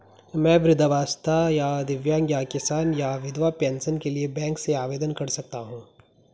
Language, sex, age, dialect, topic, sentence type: Hindi, male, 18-24, Garhwali, banking, question